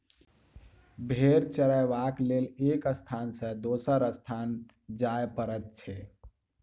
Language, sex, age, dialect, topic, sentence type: Maithili, male, 18-24, Southern/Standard, agriculture, statement